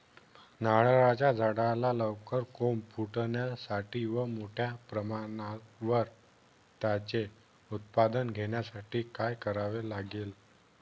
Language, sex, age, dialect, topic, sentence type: Marathi, male, 18-24, Northern Konkan, agriculture, question